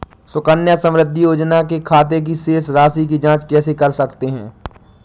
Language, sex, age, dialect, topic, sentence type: Hindi, female, 18-24, Awadhi Bundeli, banking, question